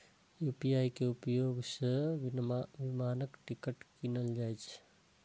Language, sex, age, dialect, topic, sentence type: Maithili, male, 36-40, Eastern / Thethi, banking, statement